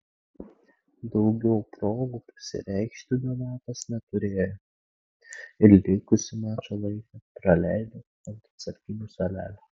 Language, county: Lithuanian, Klaipėda